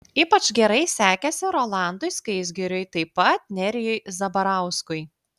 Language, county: Lithuanian, Klaipėda